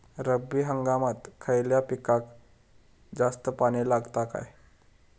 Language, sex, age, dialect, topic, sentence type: Marathi, male, 18-24, Southern Konkan, agriculture, question